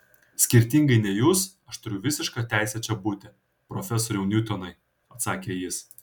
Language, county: Lithuanian, Kaunas